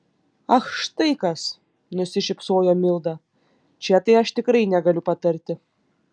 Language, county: Lithuanian, Panevėžys